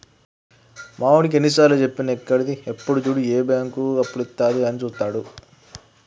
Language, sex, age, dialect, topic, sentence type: Telugu, male, 18-24, Telangana, banking, statement